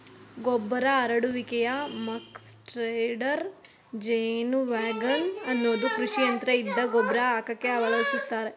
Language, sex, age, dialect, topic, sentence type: Kannada, female, 18-24, Mysore Kannada, agriculture, statement